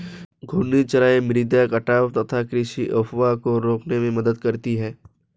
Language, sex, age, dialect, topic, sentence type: Hindi, female, 18-24, Marwari Dhudhari, agriculture, statement